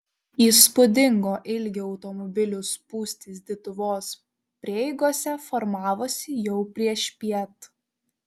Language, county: Lithuanian, Šiauliai